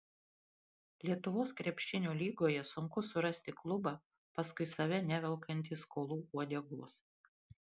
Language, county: Lithuanian, Panevėžys